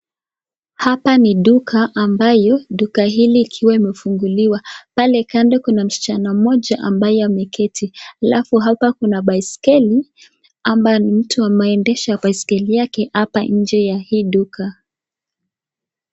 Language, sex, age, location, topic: Swahili, female, 18-24, Nakuru, health